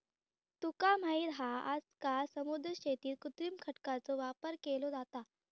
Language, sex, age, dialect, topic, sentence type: Marathi, female, 18-24, Southern Konkan, agriculture, statement